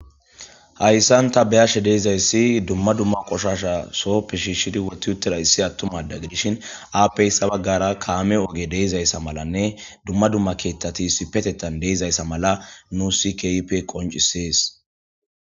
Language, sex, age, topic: Gamo, male, 18-24, government